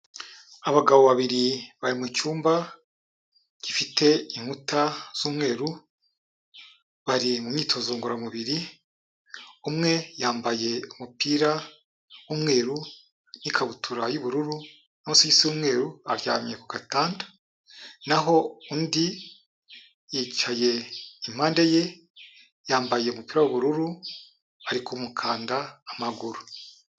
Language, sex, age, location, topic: Kinyarwanda, male, 36-49, Kigali, health